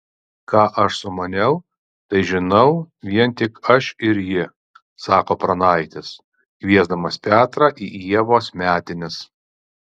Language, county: Lithuanian, Alytus